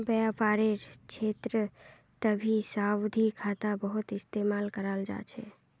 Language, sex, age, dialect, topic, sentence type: Magahi, female, 31-35, Northeastern/Surjapuri, banking, statement